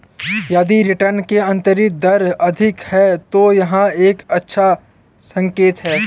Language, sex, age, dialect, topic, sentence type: Hindi, male, 18-24, Awadhi Bundeli, banking, statement